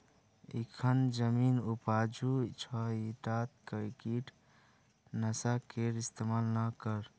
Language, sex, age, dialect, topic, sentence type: Magahi, male, 25-30, Northeastern/Surjapuri, agriculture, statement